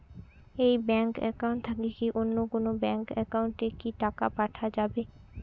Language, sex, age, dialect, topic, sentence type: Bengali, female, 18-24, Rajbangshi, banking, question